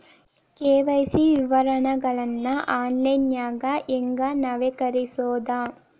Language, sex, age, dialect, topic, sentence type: Kannada, female, 18-24, Dharwad Kannada, banking, statement